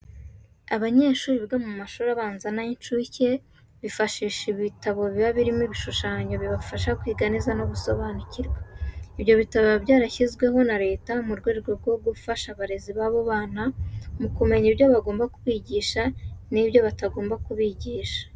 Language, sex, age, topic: Kinyarwanda, female, 18-24, education